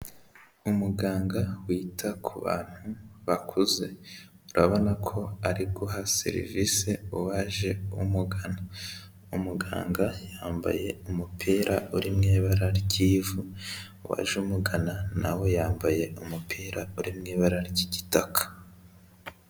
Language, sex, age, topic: Kinyarwanda, male, 18-24, health